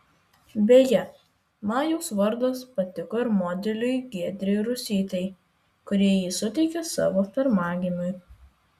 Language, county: Lithuanian, Vilnius